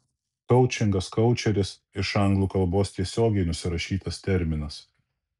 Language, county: Lithuanian, Kaunas